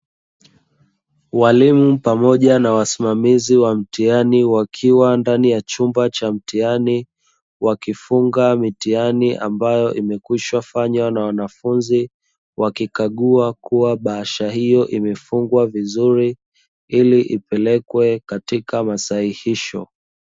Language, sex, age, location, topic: Swahili, male, 25-35, Dar es Salaam, education